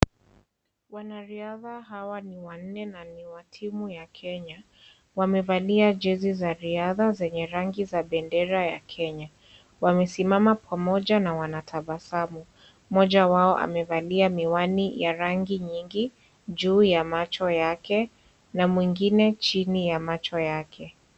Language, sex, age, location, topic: Swahili, female, 50+, Kisii, education